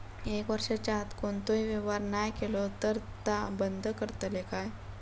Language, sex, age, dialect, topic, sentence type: Marathi, female, 18-24, Southern Konkan, banking, question